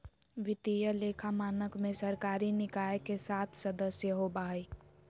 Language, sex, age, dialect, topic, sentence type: Magahi, female, 25-30, Southern, banking, statement